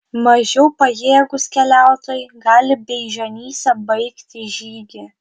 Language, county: Lithuanian, Vilnius